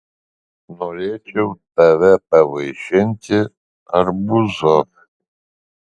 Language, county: Lithuanian, Alytus